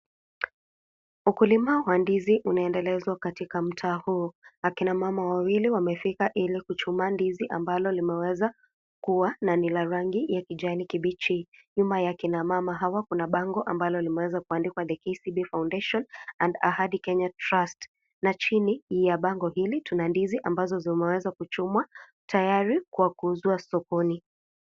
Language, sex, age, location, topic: Swahili, female, 25-35, Kisii, agriculture